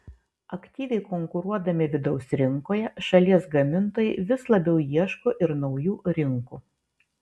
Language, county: Lithuanian, Vilnius